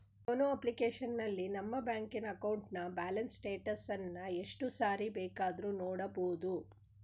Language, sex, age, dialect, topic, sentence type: Kannada, female, 41-45, Mysore Kannada, banking, statement